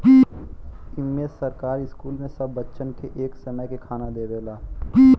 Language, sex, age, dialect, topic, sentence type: Bhojpuri, male, 18-24, Western, agriculture, statement